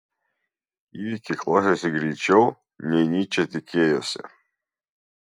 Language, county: Lithuanian, Vilnius